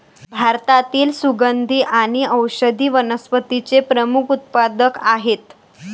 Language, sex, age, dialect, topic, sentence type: Marathi, male, 18-24, Varhadi, agriculture, statement